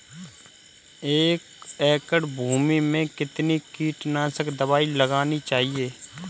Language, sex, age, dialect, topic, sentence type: Hindi, male, 25-30, Kanauji Braj Bhasha, agriculture, question